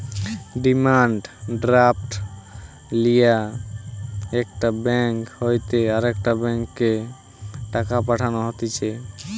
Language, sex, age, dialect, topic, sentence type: Bengali, male, 18-24, Western, banking, statement